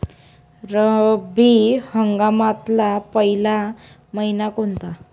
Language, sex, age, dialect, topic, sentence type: Marathi, female, 41-45, Varhadi, agriculture, question